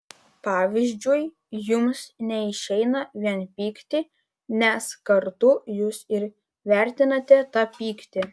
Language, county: Lithuanian, Vilnius